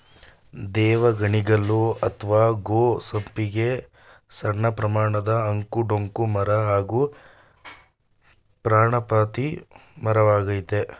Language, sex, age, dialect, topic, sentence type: Kannada, male, 18-24, Mysore Kannada, agriculture, statement